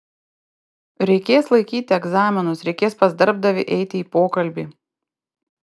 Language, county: Lithuanian, Panevėžys